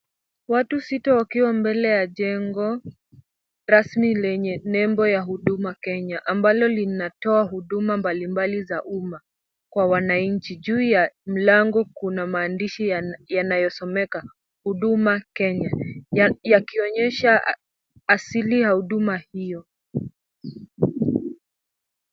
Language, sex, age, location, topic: Swahili, female, 18-24, Kisumu, government